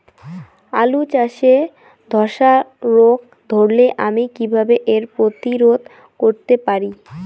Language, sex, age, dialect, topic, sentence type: Bengali, female, 18-24, Rajbangshi, agriculture, question